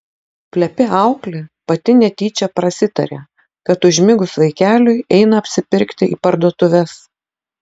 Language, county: Lithuanian, Utena